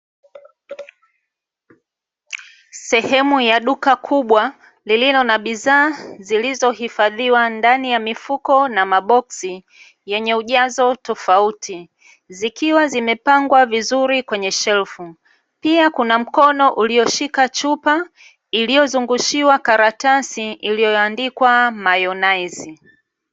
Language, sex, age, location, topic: Swahili, female, 36-49, Dar es Salaam, finance